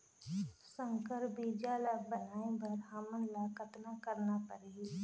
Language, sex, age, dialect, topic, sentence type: Chhattisgarhi, female, 18-24, Northern/Bhandar, agriculture, question